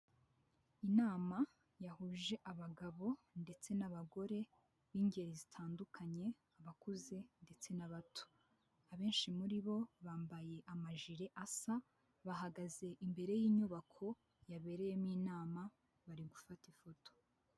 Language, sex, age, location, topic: Kinyarwanda, female, 18-24, Huye, health